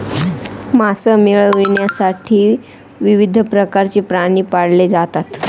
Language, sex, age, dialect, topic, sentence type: Marathi, male, 18-24, Northern Konkan, agriculture, statement